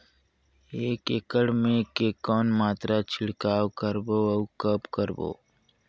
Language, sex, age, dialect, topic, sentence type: Chhattisgarhi, male, 60-100, Northern/Bhandar, agriculture, question